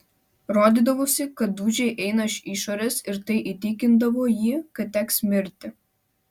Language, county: Lithuanian, Vilnius